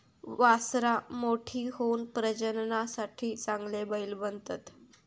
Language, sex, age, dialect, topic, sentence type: Marathi, female, 41-45, Southern Konkan, agriculture, statement